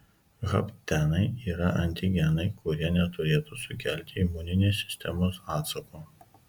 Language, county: Lithuanian, Kaunas